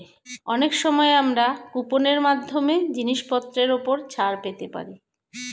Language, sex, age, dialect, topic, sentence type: Bengali, female, 41-45, Standard Colloquial, banking, statement